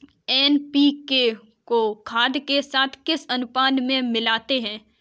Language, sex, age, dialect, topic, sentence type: Hindi, female, 18-24, Kanauji Braj Bhasha, agriculture, question